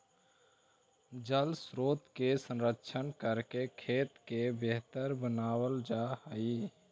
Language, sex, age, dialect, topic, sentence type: Magahi, male, 18-24, Central/Standard, agriculture, statement